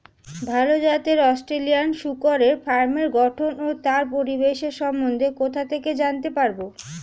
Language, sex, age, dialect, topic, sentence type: Bengali, female, <18, Standard Colloquial, agriculture, question